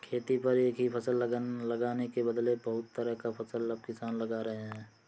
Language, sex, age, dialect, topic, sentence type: Hindi, male, 25-30, Awadhi Bundeli, agriculture, statement